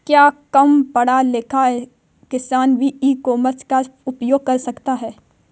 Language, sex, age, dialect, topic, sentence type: Hindi, female, 31-35, Kanauji Braj Bhasha, agriculture, question